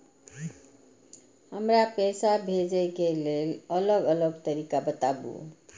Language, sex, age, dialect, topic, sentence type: Maithili, female, 41-45, Eastern / Thethi, banking, question